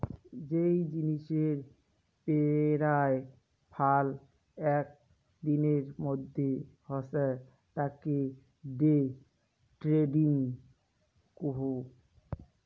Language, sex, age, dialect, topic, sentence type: Bengali, male, 18-24, Rajbangshi, banking, statement